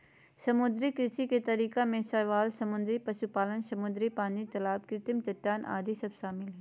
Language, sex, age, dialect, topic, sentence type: Magahi, female, 31-35, Southern, agriculture, statement